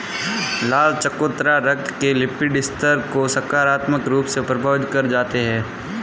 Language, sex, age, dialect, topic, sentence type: Hindi, male, 25-30, Marwari Dhudhari, agriculture, statement